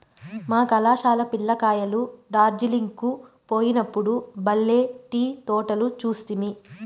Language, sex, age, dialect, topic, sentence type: Telugu, female, 25-30, Southern, agriculture, statement